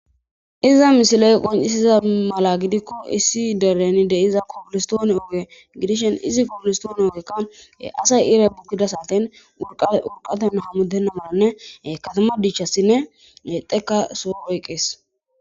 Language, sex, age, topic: Gamo, female, 25-35, government